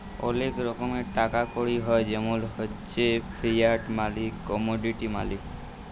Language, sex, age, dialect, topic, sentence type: Bengali, female, 18-24, Jharkhandi, banking, statement